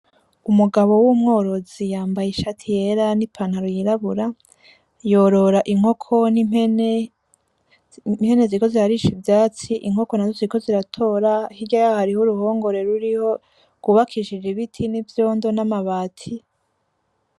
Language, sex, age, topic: Rundi, female, 25-35, agriculture